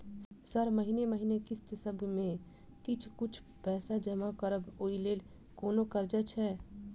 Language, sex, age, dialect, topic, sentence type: Maithili, female, 25-30, Southern/Standard, banking, question